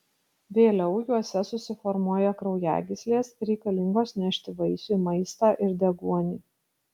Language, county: Lithuanian, Kaunas